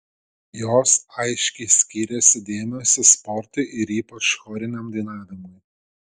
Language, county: Lithuanian, Šiauliai